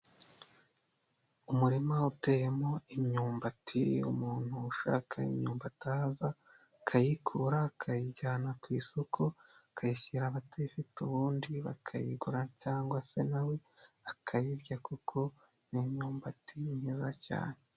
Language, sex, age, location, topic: Kinyarwanda, male, 25-35, Nyagatare, agriculture